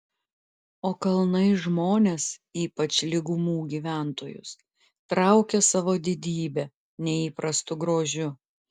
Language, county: Lithuanian, Klaipėda